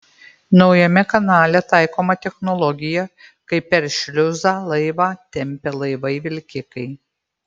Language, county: Lithuanian, Marijampolė